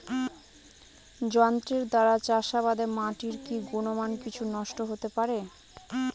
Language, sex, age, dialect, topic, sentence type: Bengali, female, 18-24, Northern/Varendri, agriculture, question